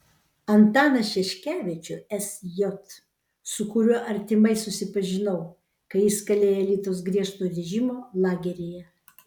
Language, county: Lithuanian, Vilnius